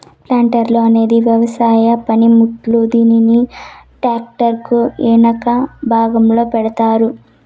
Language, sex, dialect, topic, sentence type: Telugu, female, Southern, agriculture, statement